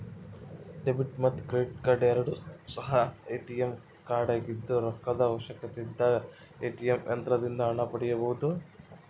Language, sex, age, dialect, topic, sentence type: Kannada, male, 25-30, Central, banking, statement